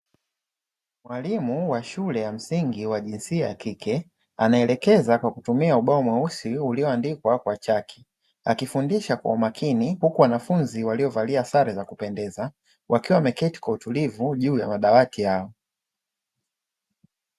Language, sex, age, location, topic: Swahili, male, 25-35, Dar es Salaam, education